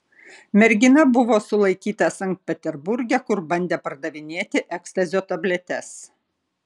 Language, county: Lithuanian, Kaunas